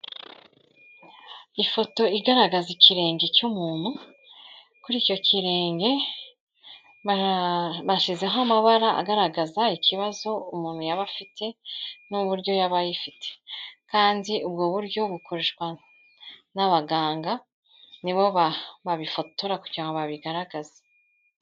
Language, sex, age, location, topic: Kinyarwanda, female, 36-49, Kigali, health